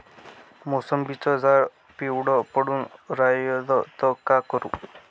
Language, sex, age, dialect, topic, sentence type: Marathi, male, 18-24, Varhadi, agriculture, question